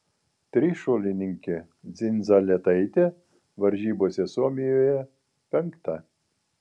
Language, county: Lithuanian, Vilnius